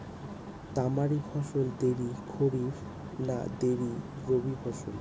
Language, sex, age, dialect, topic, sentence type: Bengali, male, 18-24, Northern/Varendri, agriculture, question